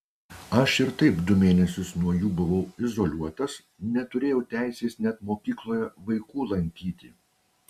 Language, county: Lithuanian, Utena